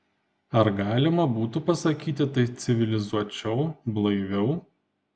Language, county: Lithuanian, Panevėžys